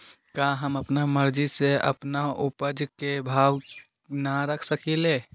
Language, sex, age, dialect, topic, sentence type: Magahi, male, 18-24, Western, agriculture, question